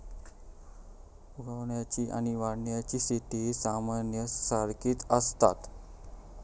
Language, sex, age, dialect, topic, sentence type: Marathi, male, 18-24, Southern Konkan, agriculture, statement